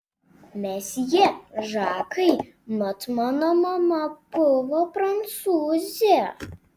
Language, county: Lithuanian, Vilnius